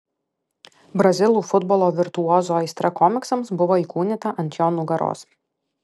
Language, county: Lithuanian, Alytus